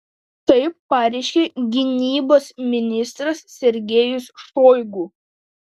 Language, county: Lithuanian, Panevėžys